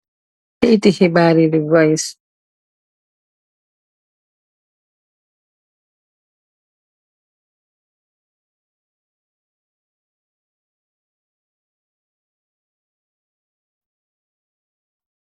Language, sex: Wolof, female